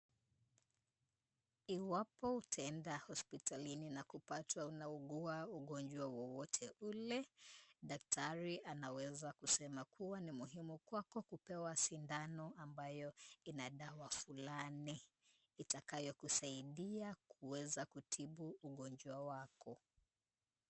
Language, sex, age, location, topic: Swahili, female, 25-35, Kisumu, health